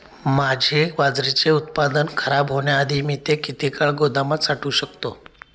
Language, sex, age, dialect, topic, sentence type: Marathi, male, 25-30, Standard Marathi, agriculture, question